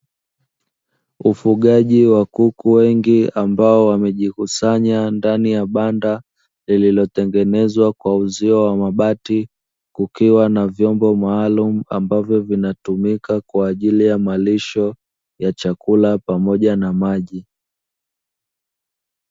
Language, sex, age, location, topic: Swahili, male, 25-35, Dar es Salaam, agriculture